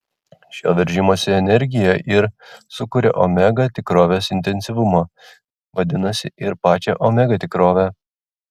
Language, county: Lithuanian, Klaipėda